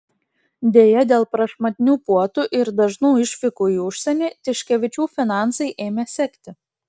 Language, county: Lithuanian, Klaipėda